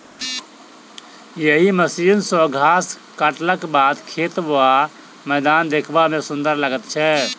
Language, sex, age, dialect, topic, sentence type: Maithili, male, 31-35, Southern/Standard, agriculture, statement